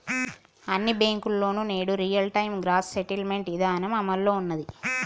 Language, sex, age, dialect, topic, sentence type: Telugu, female, 51-55, Telangana, banking, statement